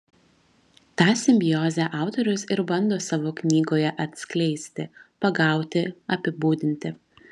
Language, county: Lithuanian, Šiauliai